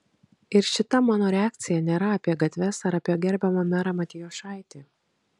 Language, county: Lithuanian, Kaunas